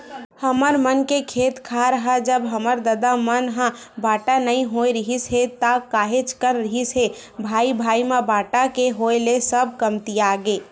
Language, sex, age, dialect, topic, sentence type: Chhattisgarhi, female, 18-24, Western/Budati/Khatahi, agriculture, statement